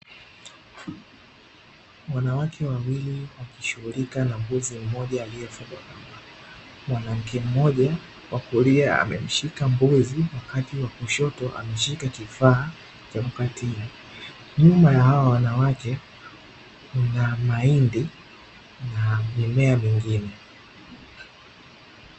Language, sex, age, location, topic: Swahili, male, 18-24, Dar es Salaam, agriculture